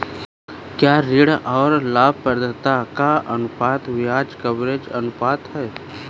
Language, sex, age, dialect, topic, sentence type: Hindi, male, 18-24, Awadhi Bundeli, banking, statement